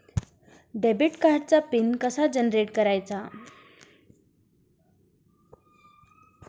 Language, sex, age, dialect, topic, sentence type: Marathi, female, 18-24, Standard Marathi, banking, question